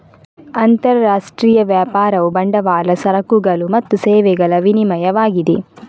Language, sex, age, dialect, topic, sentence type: Kannada, female, 36-40, Coastal/Dakshin, banking, statement